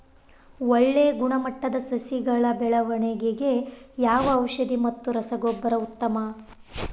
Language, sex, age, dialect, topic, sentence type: Kannada, female, 18-24, Central, agriculture, question